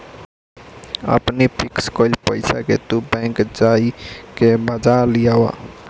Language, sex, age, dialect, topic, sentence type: Bhojpuri, male, 60-100, Northern, banking, statement